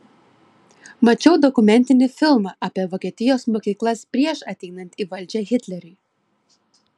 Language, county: Lithuanian, Klaipėda